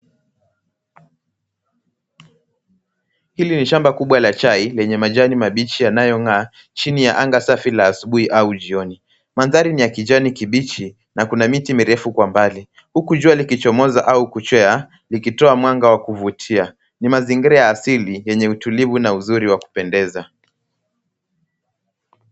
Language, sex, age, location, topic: Swahili, male, 18-24, Nairobi, health